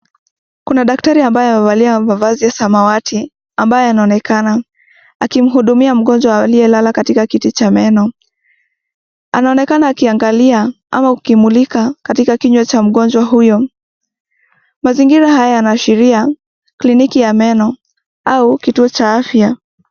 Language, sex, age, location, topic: Swahili, female, 18-24, Nakuru, health